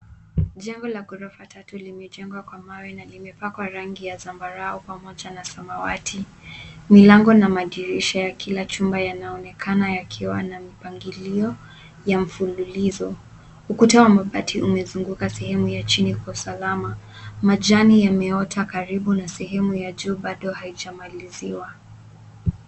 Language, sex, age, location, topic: Swahili, female, 18-24, Nairobi, finance